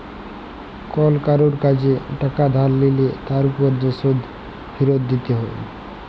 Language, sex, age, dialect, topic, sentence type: Bengali, male, 18-24, Jharkhandi, banking, statement